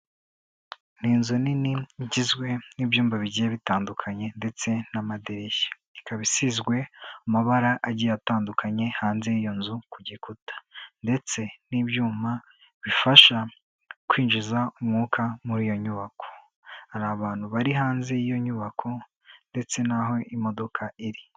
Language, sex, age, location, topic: Kinyarwanda, female, 25-35, Kigali, health